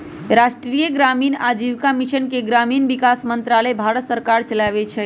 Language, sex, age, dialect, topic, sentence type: Magahi, male, 25-30, Western, banking, statement